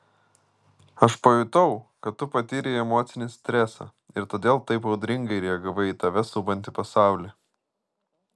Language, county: Lithuanian, Vilnius